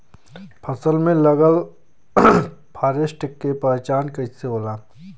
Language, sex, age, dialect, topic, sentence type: Bhojpuri, male, 25-30, Western, agriculture, question